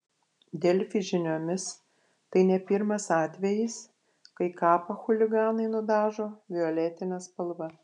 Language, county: Lithuanian, Panevėžys